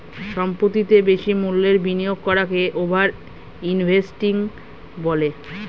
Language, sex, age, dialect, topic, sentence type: Bengali, female, 31-35, Standard Colloquial, banking, statement